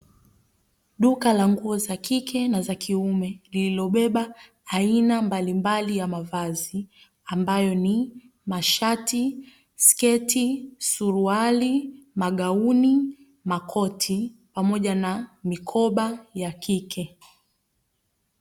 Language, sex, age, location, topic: Swahili, female, 25-35, Dar es Salaam, finance